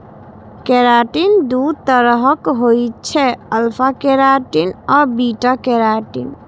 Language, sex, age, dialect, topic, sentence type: Maithili, female, 18-24, Eastern / Thethi, agriculture, statement